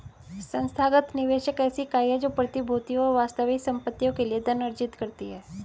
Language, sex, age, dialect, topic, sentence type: Hindi, female, 36-40, Hindustani Malvi Khadi Boli, banking, statement